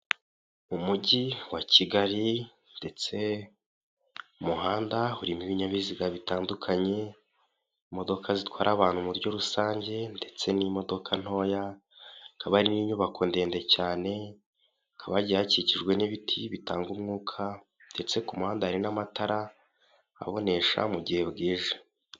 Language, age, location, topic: Kinyarwanda, 18-24, Kigali, finance